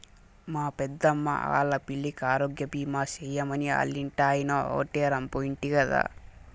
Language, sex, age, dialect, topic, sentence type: Telugu, male, 18-24, Southern, banking, statement